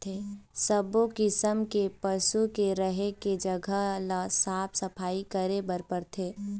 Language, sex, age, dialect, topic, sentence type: Chhattisgarhi, female, 18-24, Eastern, agriculture, statement